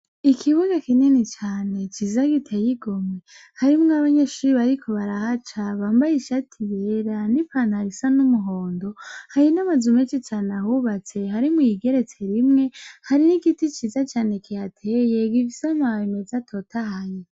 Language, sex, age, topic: Rundi, female, 25-35, education